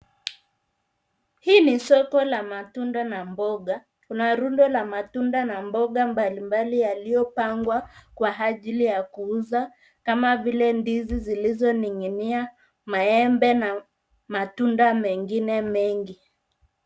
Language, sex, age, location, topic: Swahili, female, 50+, Nairobi, finance